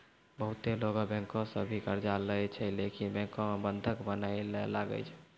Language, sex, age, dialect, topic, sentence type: Maithili, male, 18-24, Angika, banking, statement